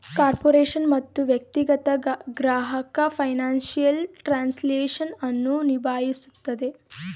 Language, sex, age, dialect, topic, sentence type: Kannada, female, 18-24, Mysore Kannada, banking, statement